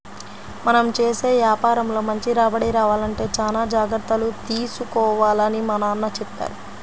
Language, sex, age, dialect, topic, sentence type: Telugu, female, 25-30, Central/Coastal, banking, statement